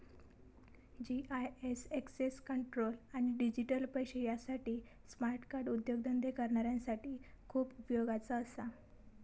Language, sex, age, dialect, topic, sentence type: Marathi, female, 18-24, Southern Konkan, banking, statement